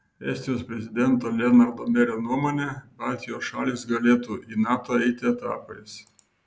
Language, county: Lithuanian, Vilnius